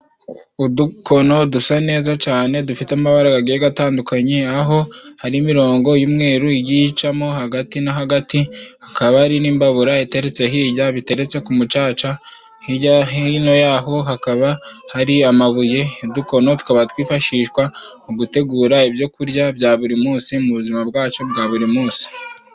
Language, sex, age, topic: Kinyarwanda, male, 25-35, finance